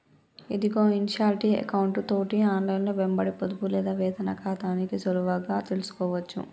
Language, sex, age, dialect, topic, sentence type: Telugu, female, 25-30, Telangana, banking, statement